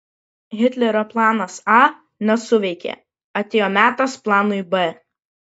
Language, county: Lithuanian, Klaipėda